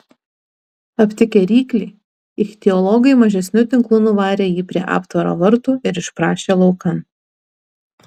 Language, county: Lithuanian, Tauragė